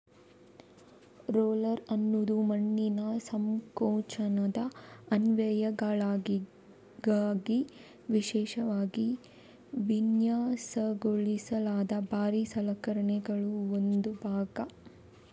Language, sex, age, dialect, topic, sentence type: Kannada, female, 25-30, Coastal/Dakshin, agriculture, statement